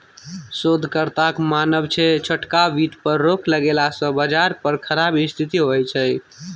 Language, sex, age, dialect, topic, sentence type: Maithili, male, 25-30, Bajjika, banking, statement